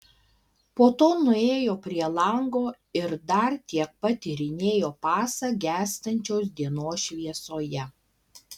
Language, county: Lithuanian, Alytus